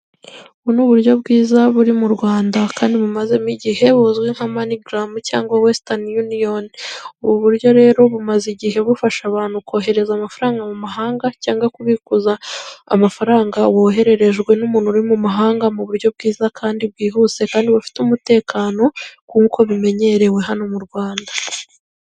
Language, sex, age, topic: Kinyarwanda, female, 18-24, finance